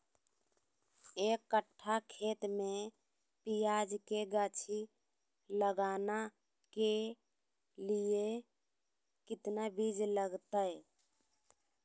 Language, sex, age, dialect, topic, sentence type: Magahi, female, 60-100, Southern, agriculture, question